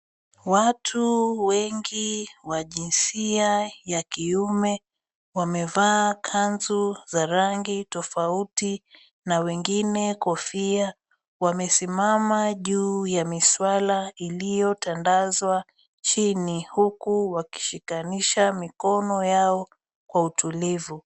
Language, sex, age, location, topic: Swahili, female, 25-35, Mombasa, government